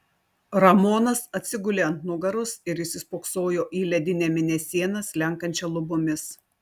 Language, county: Lithuanian, Telšiai